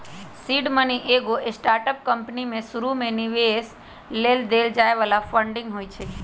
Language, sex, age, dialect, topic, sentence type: Magahi, male, 18-24, Western, banking, statement